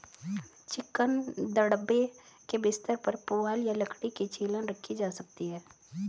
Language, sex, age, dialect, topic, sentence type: Hindi, female, 36-40, Hindustani Malvi Khadi Boli, agriculture, statement